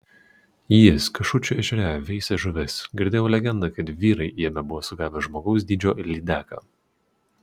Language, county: Lithuanian, Utena